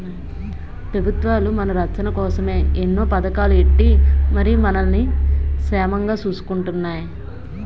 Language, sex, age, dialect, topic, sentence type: Telugu, female, 25-30, Utterandhra, banking, statement